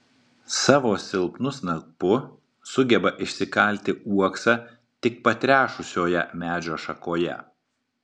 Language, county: Lithuanian, Marijampolė